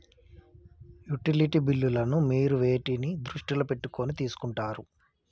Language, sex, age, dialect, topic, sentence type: Telugu, male, 25-30, Telangana, banking, question